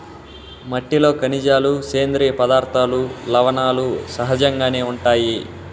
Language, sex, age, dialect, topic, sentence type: Telugu, male, 18-24, Southern, agriculture, statement